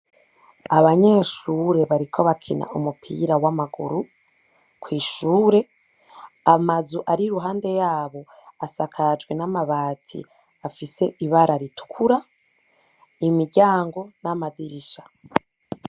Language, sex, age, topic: Rundi, female, 18-24, education